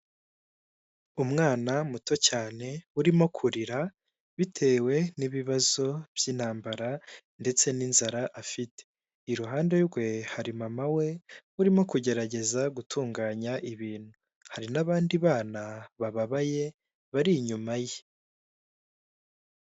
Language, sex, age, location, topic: Kinyarwanda, male, 18-24, Huye, health